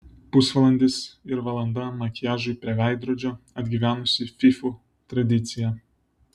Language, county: Lithuanian, Vilnius